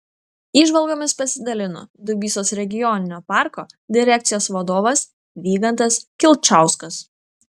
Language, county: Lithuanian, Vilnius